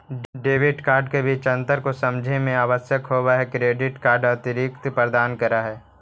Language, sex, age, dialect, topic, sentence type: Magahi, male, 51-55, Central/Standard, banking, question